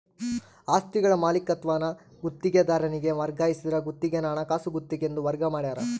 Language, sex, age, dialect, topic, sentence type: Kannada, female, 18-24, Central, banking, statement